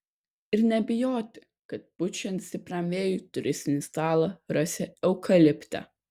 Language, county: Lithuanian, Kaunas